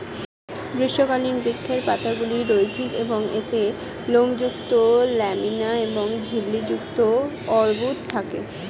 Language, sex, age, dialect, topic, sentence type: Bengali, female, 60-100, Standard Colloquial, agriculture, statement